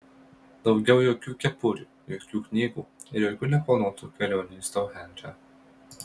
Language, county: Lithuanian, Marijampolė